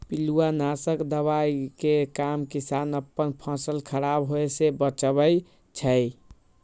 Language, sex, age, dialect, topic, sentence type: Magahi, male, 18-24, Western, agriculture, statement